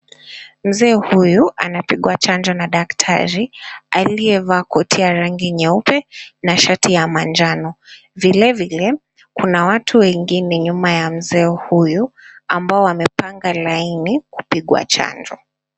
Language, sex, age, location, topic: Swahili, female, 25-35, Mombasa, health